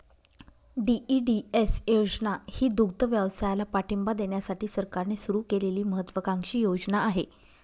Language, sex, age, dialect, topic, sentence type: Marathi, female, 25-30, Northern Konkan, agriculture, statement